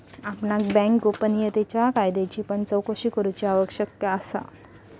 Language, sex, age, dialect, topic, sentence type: Marathi, female, 25-30, Southern Konkan, banking, statement